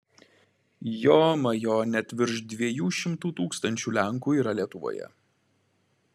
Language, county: Lithuanian, Klaipėda